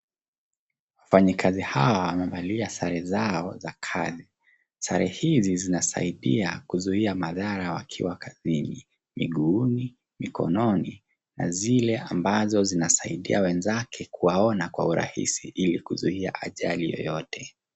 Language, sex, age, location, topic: Swahili, male, 25-35, Nairobi, government